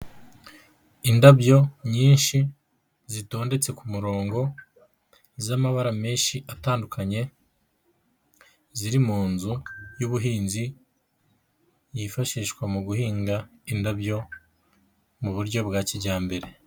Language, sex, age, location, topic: Kinyarwanda, male, 18-24, Nyagatare, agriculture